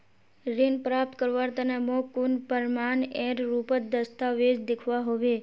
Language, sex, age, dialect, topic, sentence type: Magahi, female, 18-24, Northeastern/Surjapuri, banking, statement